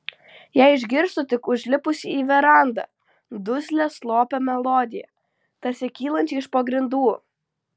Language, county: Lithuanian, Vilnius